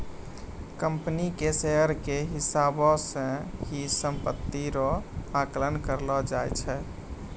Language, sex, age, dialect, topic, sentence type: Maithili, male, 25-30, Angika, banking, statement